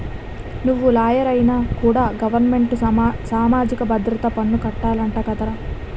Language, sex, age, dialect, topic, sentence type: Telugu, female, 18-24, Utterandhra, banking, statement